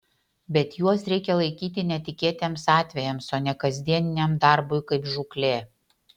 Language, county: Lithuanian, Utena